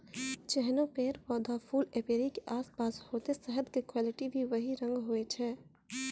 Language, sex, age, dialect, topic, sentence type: Maithili, female, 18-24, Angika, agriculture, statement